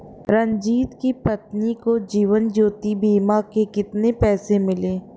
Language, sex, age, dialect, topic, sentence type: Hindi, female, 51-55, Hindustani Malvi Khadi Boli, banking, statement